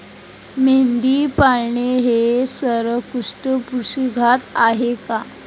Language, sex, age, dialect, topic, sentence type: Marathi, female, 25-30, Standard Marathi, agriculture, question